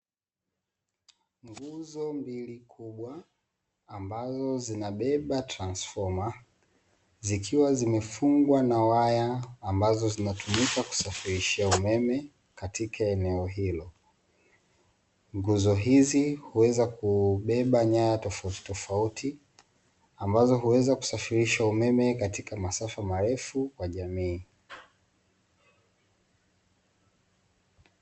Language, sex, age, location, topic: Swahili, male, 18-24, Dar es Salaam, government